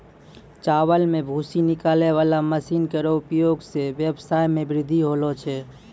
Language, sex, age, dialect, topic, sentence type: Maithili, male, 56-60, Angika, agriculture, statement